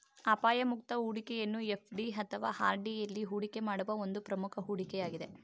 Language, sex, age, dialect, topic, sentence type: Kannada, male, 31-35, Mysore Kannada, banking, statement